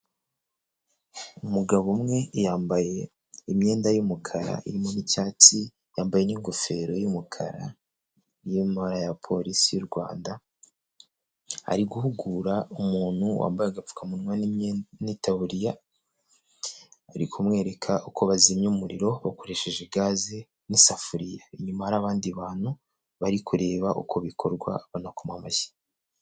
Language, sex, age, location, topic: Kinyarwanda, male, 25-35, Kigali, government